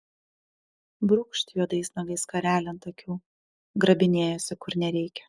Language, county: Lithuanian, Panevėžys